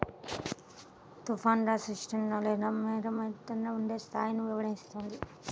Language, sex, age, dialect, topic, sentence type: Telugu, female, 18-24, Central/Coastal, agriculture, statement